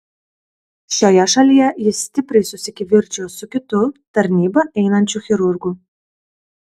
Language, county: Lithuanian, Kaunas